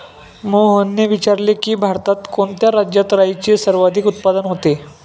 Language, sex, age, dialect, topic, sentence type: Marathi, male, 18-24, Standard Marathi, agriculture, statement